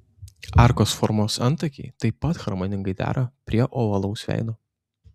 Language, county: Lithuanian, Šiauliai